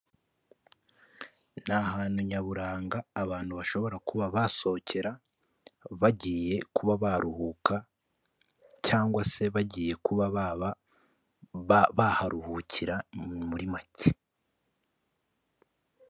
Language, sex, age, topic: Kinyarwanda, male, 18-24, finance